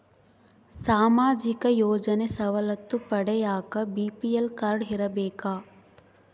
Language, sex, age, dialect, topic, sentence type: Kannada, female, 18-24, Central, banking, question